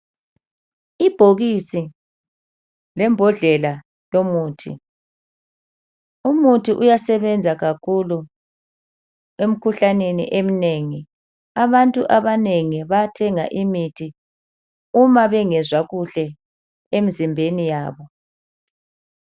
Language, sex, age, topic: North Ndebele, female, 18-24, health